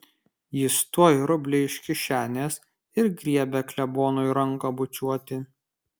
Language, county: Lithuanian, Kaunas